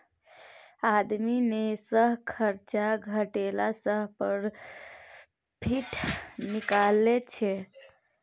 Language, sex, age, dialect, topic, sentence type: Maithili, female, 60-100, Bajjika, banking, statement